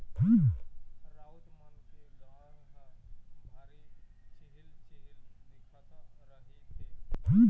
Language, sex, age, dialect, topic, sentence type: Chhattisgarhi, male, 25-30, Eastern, agriculture, statement